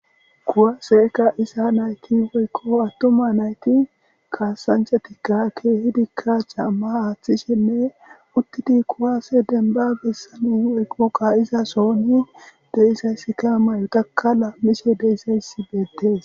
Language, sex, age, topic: Gamo, male, 18-24, government